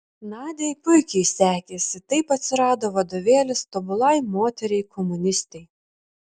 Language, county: Lithuanian, Šiauliai